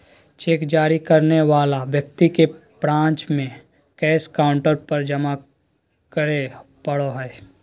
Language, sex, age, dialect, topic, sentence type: Magahi, male, 56-60, Southern, banking, statement